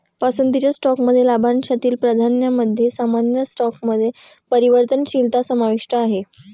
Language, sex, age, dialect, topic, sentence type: Marathi, female, 18-24, Varhadi, banking, statement